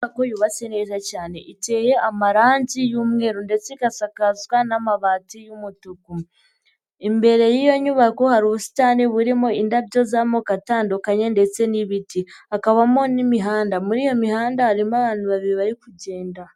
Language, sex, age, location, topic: Kinyarwanda, female, 50+, Nyagatare, education